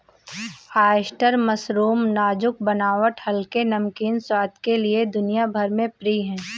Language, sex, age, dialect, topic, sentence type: Hindi, female, 18-24, Marwari Dhudhari, agriculture, statement